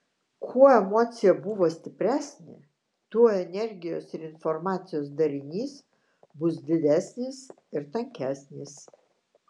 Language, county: Lithuanian, Vilnius